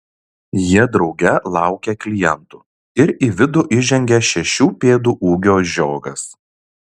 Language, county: Lithuanian, Šiauliai